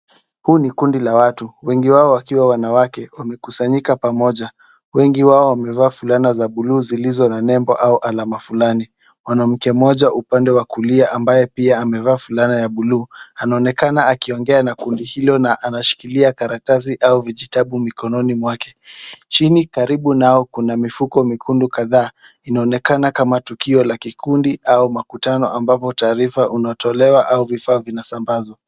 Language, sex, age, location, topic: Swahili, male, 18-24, Kisumu, health